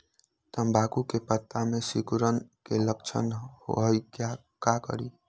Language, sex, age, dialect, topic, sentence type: Magahi, male, 18-24, Western, agriculture, question